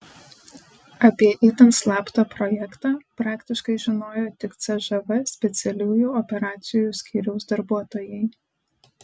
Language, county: Lithuanian, Panevėžys